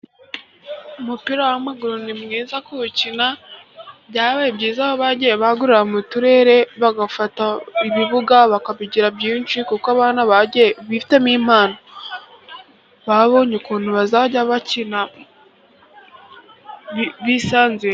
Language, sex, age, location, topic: Kinyarwanda, male, 18-24, Burera, government